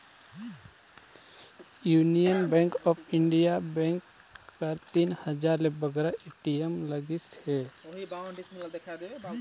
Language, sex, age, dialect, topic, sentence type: Chhattisgarhi, male, 18-24, Northern/Bhandar, banking, statement